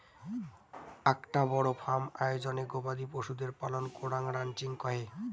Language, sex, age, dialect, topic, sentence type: Bengali, male, <18, Rajbangshi, agriculture, statement